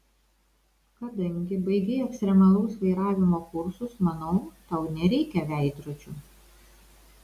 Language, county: Lithuanian, Vilnius